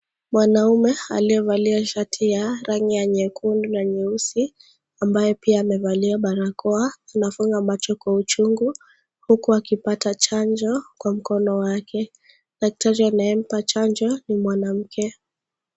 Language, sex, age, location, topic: Swahili, female, 25-35, Kisii, health